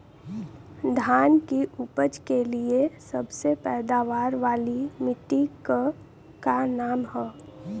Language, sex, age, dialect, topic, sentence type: Bhojpuri, female, 18-24, Western, agriculture, question